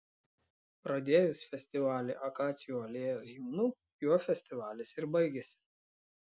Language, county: Lithuanian, Klaipėda